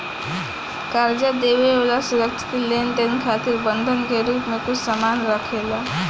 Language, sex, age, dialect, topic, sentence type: Bhojpuri, female, <18, Southern / Standard, banking, statement